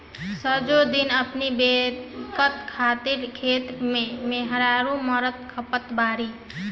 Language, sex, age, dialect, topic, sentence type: Bhojpuri, female, 18-24, Northern, agriculture, statement